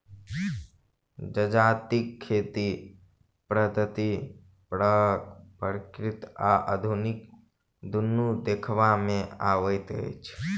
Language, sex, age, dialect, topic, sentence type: Maithili, male, 18-24, Southern/Standard, agriculture, statement